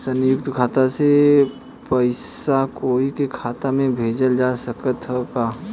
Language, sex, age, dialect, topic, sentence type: Bhojpuri, male, 25-30, Western, banking, question